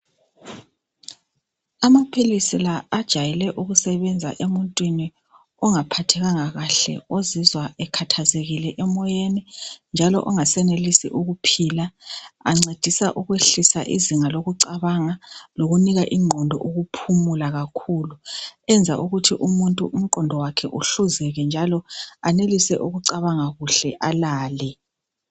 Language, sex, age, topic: North Ndebele, female, 36-49, health